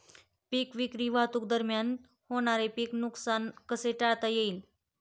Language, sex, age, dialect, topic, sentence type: Marathi, female, 25-30, Northern Konkan, agriculture, question